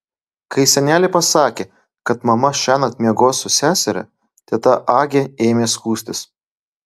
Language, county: Lithuanian, Klaipėda